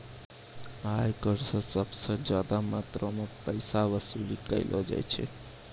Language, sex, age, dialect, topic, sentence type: Maithili, male, 18-24, Angika, banking, statement